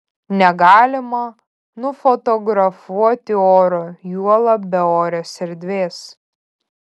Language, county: Lithuanian, Vilnius